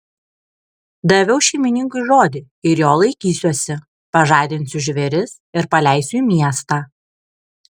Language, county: Lithuanian, Kaunas